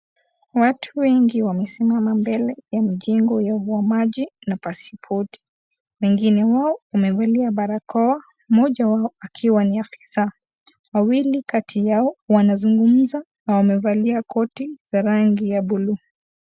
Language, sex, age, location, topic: Swahili, female, 18-24, Kisii, government